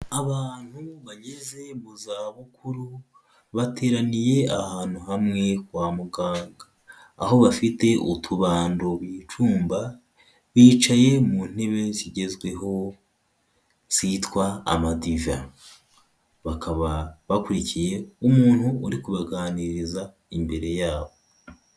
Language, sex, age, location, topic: Kinyarwanda, male, 18-24, Huye, health